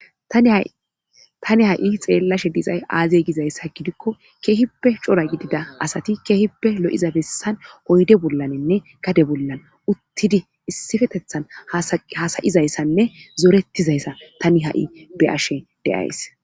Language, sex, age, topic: Gamo, female, 25-35, government